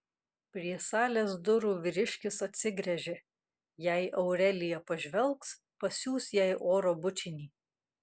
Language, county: Lithuanian, Kaunas